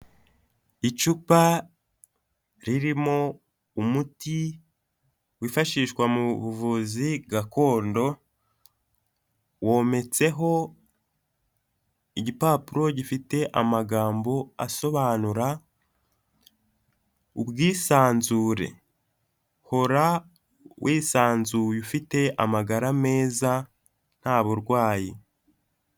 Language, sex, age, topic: Kinyarwanda, male, 18-24, health